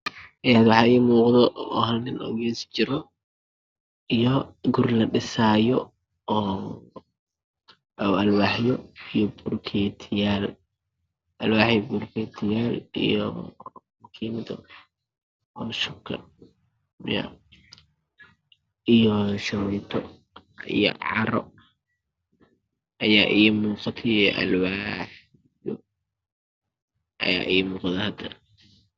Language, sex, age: Somali, male, 25-35